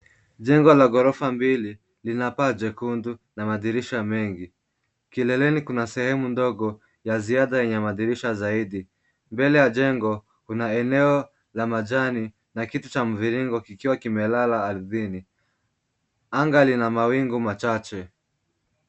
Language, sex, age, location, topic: Swahili, male, 18-24, Kisumu, education